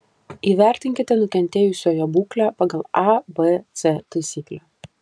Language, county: Lithuanian, Kaunas